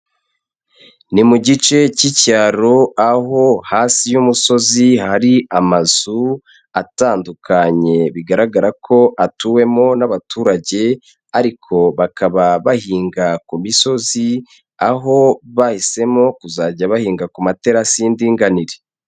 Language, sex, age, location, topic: Kinyarwanda, male, 25-35, Kigali, agriculture